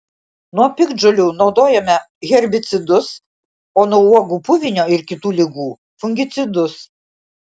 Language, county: Lithuanian, Klaipėda